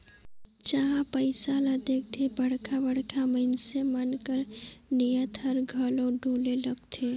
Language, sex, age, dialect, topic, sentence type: Chhattisgarhi, female, 18-24, Northern/Bhandar, banking, statement